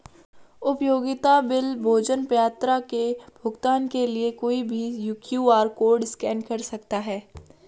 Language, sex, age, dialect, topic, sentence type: Hindi, female, 18-24, Marwari Dhudhari, banking, statement